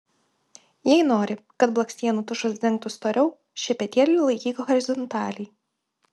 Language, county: Lithuanian, Kaunas